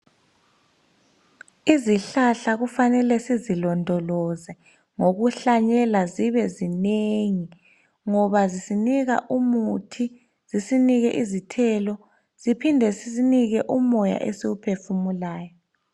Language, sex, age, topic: North Ndebele, male, 36-49, health